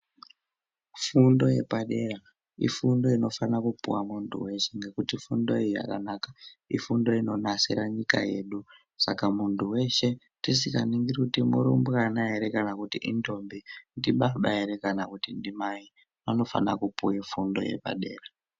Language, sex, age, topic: Ndau, male, 18-24, education